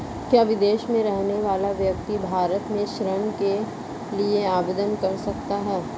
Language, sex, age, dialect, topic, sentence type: Hindi, female, 31-35, Marwari Dhudhari, banking, question